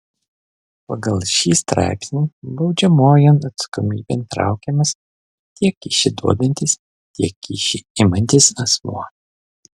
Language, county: Lithuanian, Vilnius